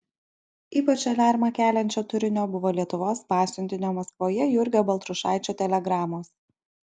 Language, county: Lithuanian, Kaunas